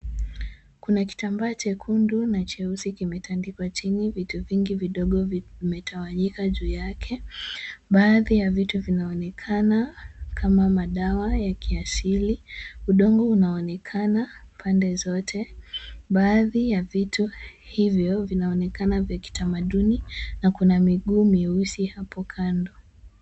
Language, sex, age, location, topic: Swahili, male, 25-35, Kisumu, health